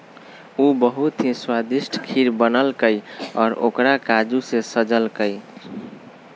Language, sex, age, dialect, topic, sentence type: Magahi, male, 25-30, Western, agriculture, statement